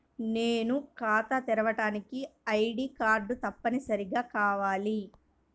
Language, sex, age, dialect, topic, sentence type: Telugu, male, 25-30, Central/Coastal, banking, question